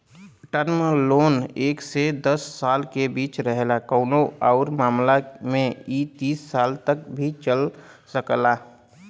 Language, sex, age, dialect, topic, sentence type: Bhojpuri, male, 25-30, Western, banking, statement